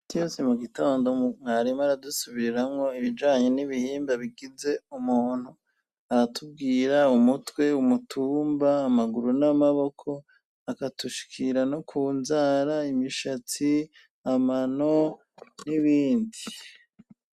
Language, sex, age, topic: Rundi, male, 36-49, education